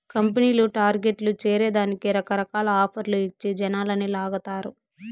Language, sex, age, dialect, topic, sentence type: Telugu, female, 18-24, Southern, banking, statement